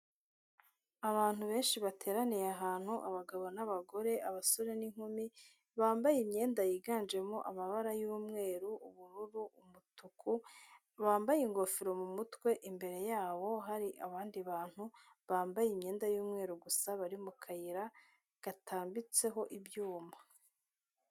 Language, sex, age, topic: Kinyarwanda, female, 25-35, government